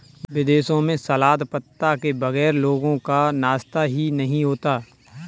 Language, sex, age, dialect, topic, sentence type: Hindi, male, 25-30, Kanauji Braj Bhasha, agriculture, statement